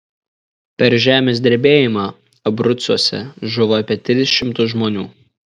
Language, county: Lithuanian, Šiauliai